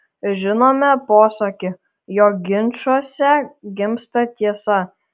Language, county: Lithuanian, Kaunas